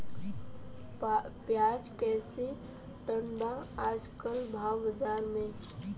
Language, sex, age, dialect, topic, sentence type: Bhojpuri, female, 25-30, Southern / Standard, agriculture, question